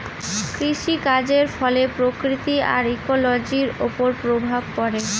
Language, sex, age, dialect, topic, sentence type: Bengali, female, 18-24, Northern/Varendri, agriculture, statement